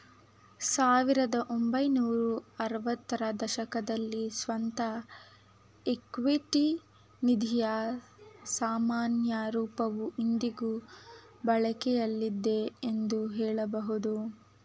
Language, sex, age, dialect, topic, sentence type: Kannada, female, 25-30, Mysore Kannada, banking, statement